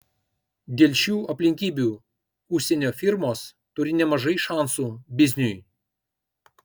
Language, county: Lithuanian, Kaunas